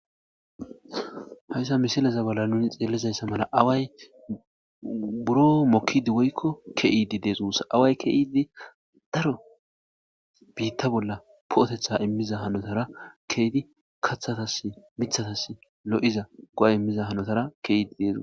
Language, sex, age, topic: Gamo, male, 25-35, agriculture